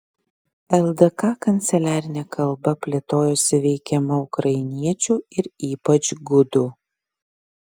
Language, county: Lithuanian, Klaipėda